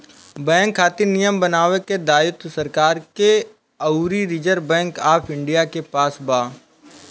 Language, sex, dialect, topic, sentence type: Bhojpuri, male, Southern / Standard, banking, statement